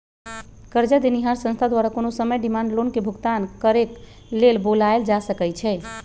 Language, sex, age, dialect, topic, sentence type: Magahi, male, 51-55, Western, banking, statement